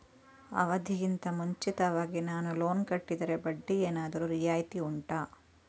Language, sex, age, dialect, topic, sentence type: Kannada, female, 18-24, Coastal/Dakshin, banking, question